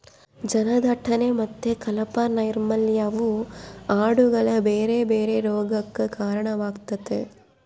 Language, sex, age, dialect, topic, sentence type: Kannada, female, 25-30, Central, agriculture, statement